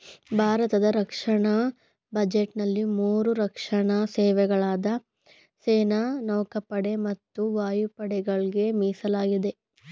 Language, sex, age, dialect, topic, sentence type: Kannada, female, 18-24, Mysore Kannada, banking, statement